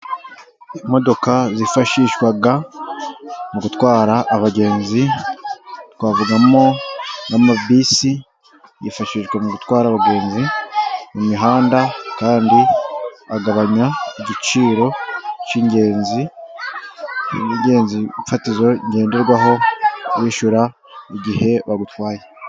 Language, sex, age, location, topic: Kinyarwanda, male, 36-49, Musanze, government